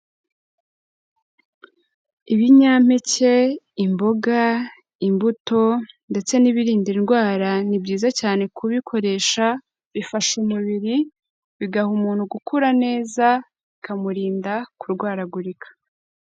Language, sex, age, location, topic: Kinyarwanda, female, 18-24, Kigali, health